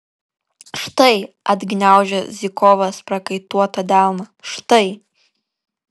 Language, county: Lithuanian, Kaunas